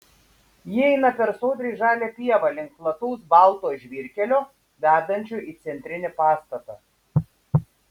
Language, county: Lithuanian, Šiauliai